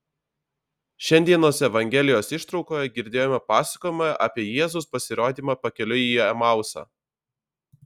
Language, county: Lithuanian, Alytus